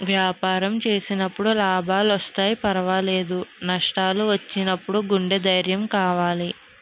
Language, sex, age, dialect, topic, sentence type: Telugu, female, 18-24, Utterandhra, banking, statement